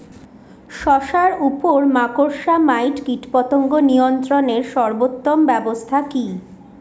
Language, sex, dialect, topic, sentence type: Bengali, female, Northern/Varendri, agriculture, question